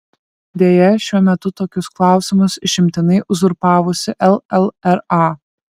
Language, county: Lithuanian, Šiauliai